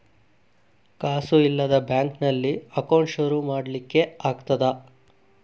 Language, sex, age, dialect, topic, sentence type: Kannada, male, 41-45, Coastal/Dakshin, banking, question